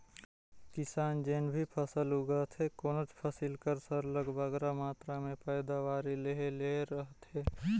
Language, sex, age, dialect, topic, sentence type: Chhattisgarhi, male, 18-24, Northern/Bhandar, agriculture, statement